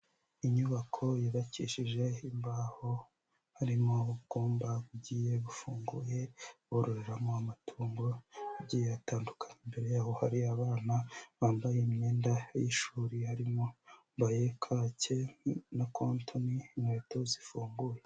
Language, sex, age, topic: Kinyarwanda, male, 18-24, education